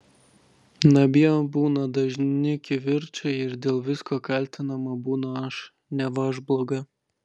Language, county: Lithuanian, Vilnius